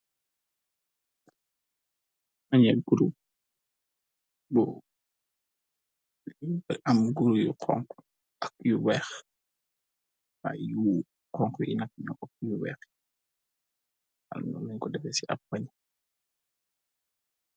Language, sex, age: Wolof, male, 25-35